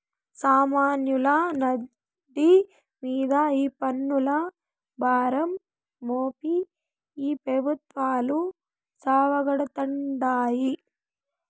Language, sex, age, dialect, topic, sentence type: Telugu, female, 18-24, Southern, banking, statement